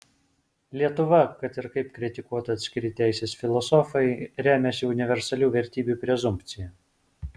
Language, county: Lithuanian, Vilnius